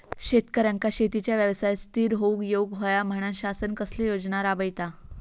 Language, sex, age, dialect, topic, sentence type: Marathi, female, 18-24, Southern Konkan, agriculture, question